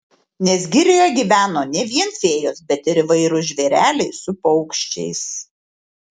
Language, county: Lithuanian, Šiauliai